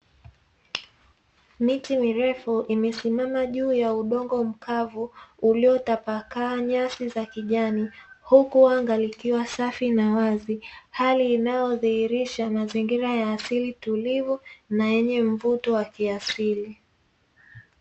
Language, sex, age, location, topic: Swahili, female, 18-24, Dar es Salaam, agriculture